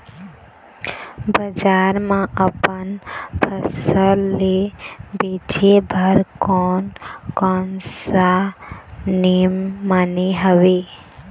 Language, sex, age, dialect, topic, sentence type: Chhattisgarhi, female, 18-24, Eastern, agriculture, question